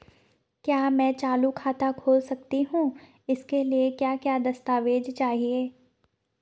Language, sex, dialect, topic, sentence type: Hindi, female, Garhwali, banking, question